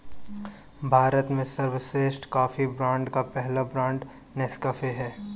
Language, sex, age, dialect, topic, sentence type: Hindi, male, 25-30, Marwari Dhudhari, agriculture, statement